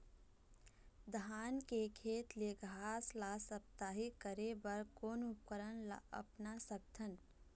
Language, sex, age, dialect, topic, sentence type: Chhattisgarhi, female, 46-50, Eastern, agriculture, question